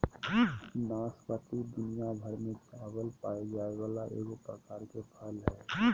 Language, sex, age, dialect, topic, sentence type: Magahi, male, 31-35, Southern, agriculture, statement